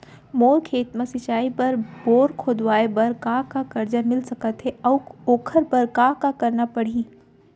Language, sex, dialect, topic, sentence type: Chhattisgarhi, female, Central, agriculture, question